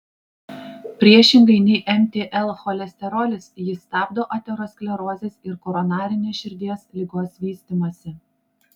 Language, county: Lithuanian, Klaipėda